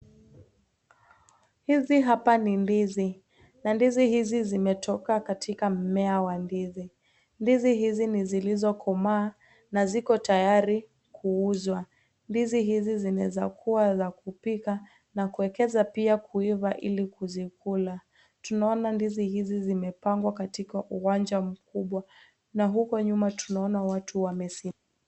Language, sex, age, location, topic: Swahili, female, 18-24, Kisii, agriculture